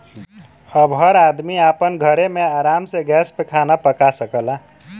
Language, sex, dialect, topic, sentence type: Bhojpuri, male, Western, agriculture, statement